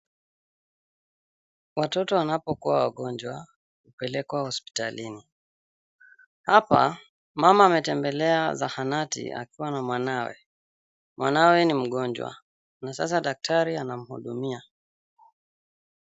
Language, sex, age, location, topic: Swahili, male, 18-24, Mombasa, health